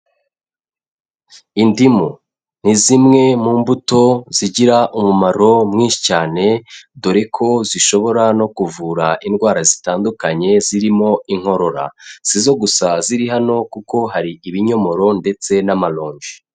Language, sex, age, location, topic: Kinyarwanda, male, 25-35, Kigali, agriculture